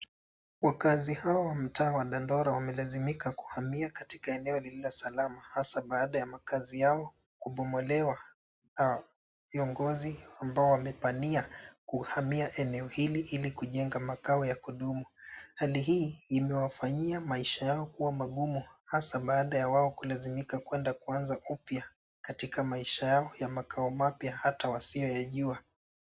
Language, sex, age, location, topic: Swahili, male, 25-35, Nairobi, government